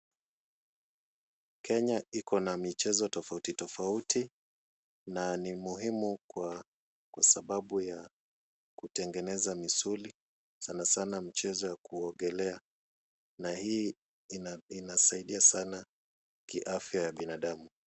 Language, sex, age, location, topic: Swahili, male, 36-49, Kisumu, education